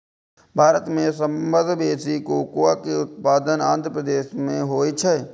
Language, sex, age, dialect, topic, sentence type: Maithili, male, 18-24, Eastern / Thethi, agriculture, statement